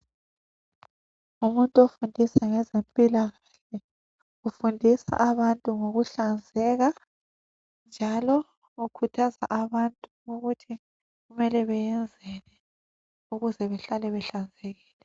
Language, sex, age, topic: North Ndebele, female, 25-35, health